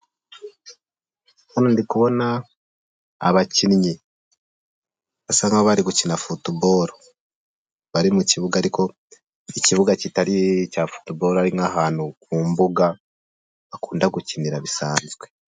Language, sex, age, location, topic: Kinyarwanda, male, 18-24, Nyagatare, government